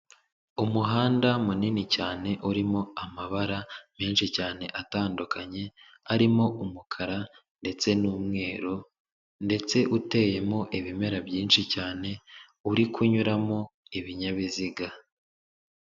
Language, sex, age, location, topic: Kinyarwanda, male, 36-49, Kigali, government